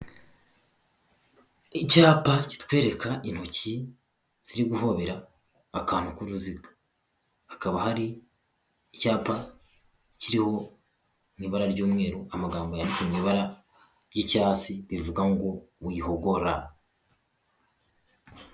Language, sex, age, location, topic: Kinyarwanda, male, 18-24, Huye, health